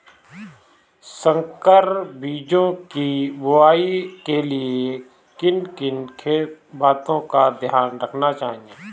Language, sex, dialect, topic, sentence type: Hindi, male, Marwari Dhudhari, agriculture, question